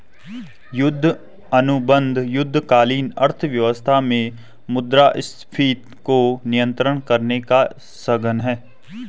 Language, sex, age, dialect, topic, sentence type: Hindi, male, 18-24, Garhwali, banking, statement